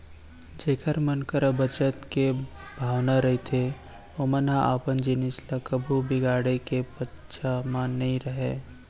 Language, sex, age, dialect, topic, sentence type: Chhattisgarhi, male, 18-24, Central, banking, statement